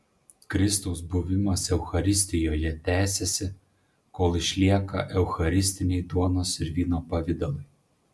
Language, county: Lithuanian, Panevėžys